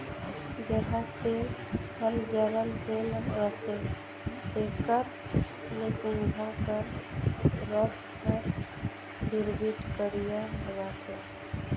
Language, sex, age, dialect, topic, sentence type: Chhattisgarhi, female, 25-30, Northern/Bhandar, agriculture, statement